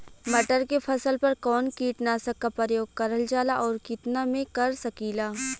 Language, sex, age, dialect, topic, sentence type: Bhojpuri, female, <18, Western, agriculture, question